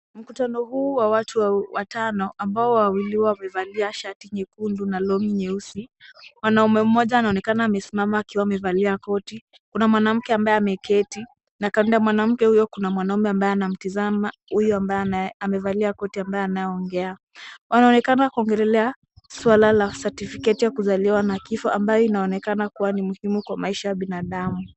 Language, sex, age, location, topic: Swahili, female, 18-24, Kisumu, government